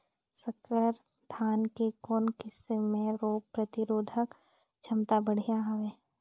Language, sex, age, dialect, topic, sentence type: Chhattisgarhi, female, 56-60, Northern/Bhandar, agriculture, question